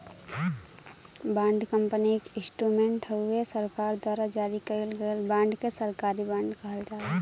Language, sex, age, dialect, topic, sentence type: Bhojpuri, female, 18-24, Western, banking, statement